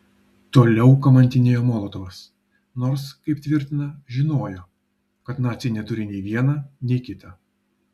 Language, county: Lithuanian, Vilnius